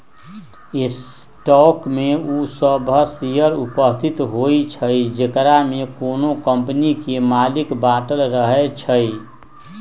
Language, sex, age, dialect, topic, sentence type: Magahi, male, 60-100, Western, banking, statement